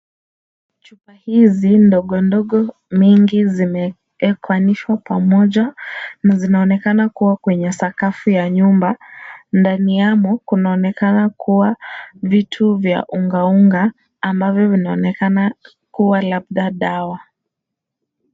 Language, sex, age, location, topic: Swahili, female, 18-24, Kisumu, health